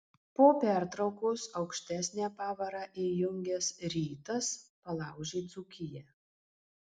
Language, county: Lithuanian, Marijampolė